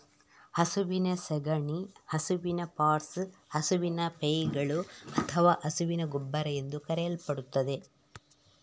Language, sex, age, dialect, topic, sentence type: Kannada, female, 31-35, Coastal/Dakshin, agriculture, statement